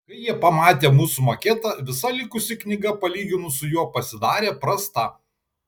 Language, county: Lithuanian, Panevėžys